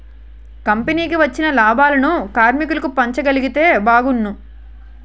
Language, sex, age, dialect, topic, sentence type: Telugu, female, 18-24, Utterandhra, banking, statement